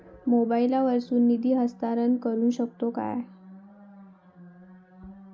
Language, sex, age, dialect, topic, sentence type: Marathi, female, 31-35, Southern Konkan, banking, question